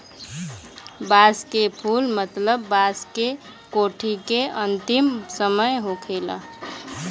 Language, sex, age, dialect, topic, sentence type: Bhojpuri, female, 25-30, Southern / Standard, agriculture, statement